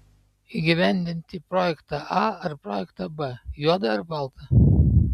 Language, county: Lithuanian, Panevėžys